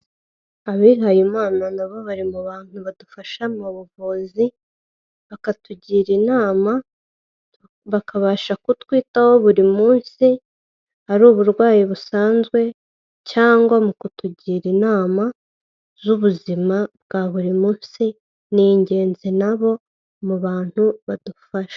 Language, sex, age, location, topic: Kinyarwanda, female, 25-35, Kigali, health